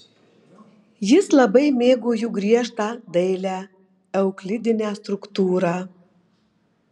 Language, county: Lithuanian, Marijampolė